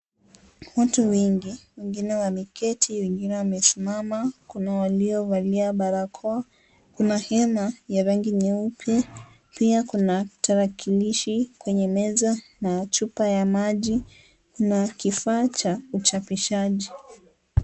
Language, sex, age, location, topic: Swahili, female, 18-24, Kisii, government